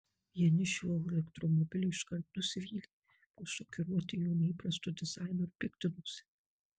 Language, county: Lithuanian, Kaunas